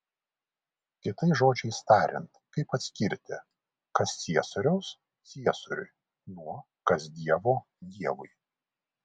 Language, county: Lithuanian, Vilnius